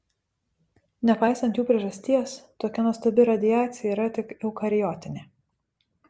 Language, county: Lithuanian, Panevėžys